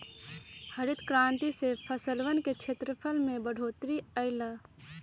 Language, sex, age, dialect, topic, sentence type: Magahi, female, 36-40, Western, agriculture, statement